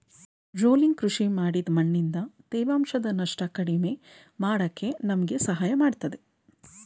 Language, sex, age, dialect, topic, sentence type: Kannada, female, 31-35, Mysore Kannada, agriculture, statement